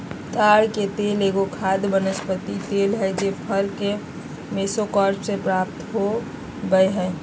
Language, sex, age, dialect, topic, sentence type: Magahi, female, 56-60, Southern, agriculture, statement